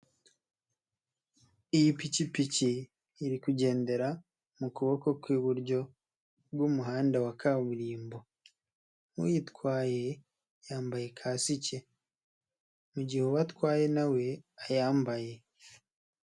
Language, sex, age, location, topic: Kinyarwanda, male, 25-35, Nyagatare, government